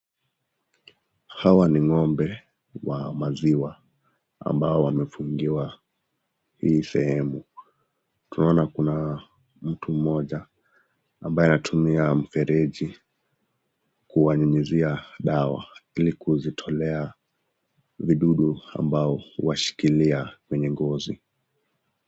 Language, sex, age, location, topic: Swahili, male, 18-24, Nakuru, agriculture